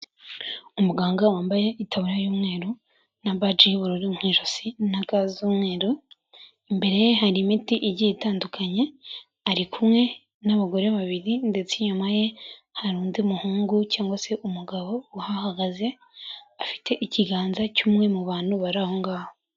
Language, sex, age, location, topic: Kinyarwanda, female, 18-24, Kigali, health